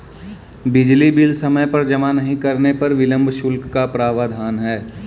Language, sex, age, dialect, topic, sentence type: Hindi, male, 18-24, Kanauji Braj Bhasha, banking, statement